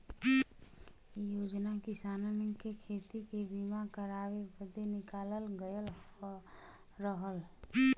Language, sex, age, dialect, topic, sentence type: Bhojpuri, female, 25-30, Western, agriculture, statement